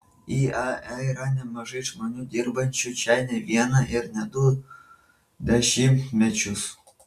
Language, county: Lithuanian, Vilnius